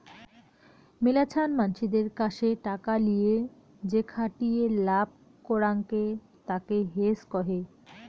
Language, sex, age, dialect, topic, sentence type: Bengali, female, 31-35, Rajbangshi, banking, statement